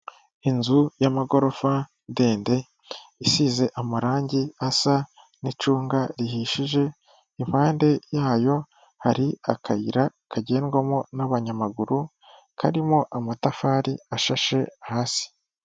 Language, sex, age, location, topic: Kinyarwanda, female, 25-35, Kigali, government